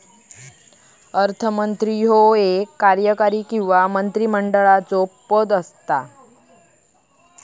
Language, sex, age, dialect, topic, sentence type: Marathi, female, 25-30, Southern Konkan, banking, statement